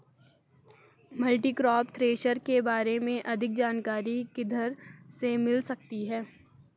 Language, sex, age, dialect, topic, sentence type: Hindi, female, 25-30, Garhwali, agriculture, question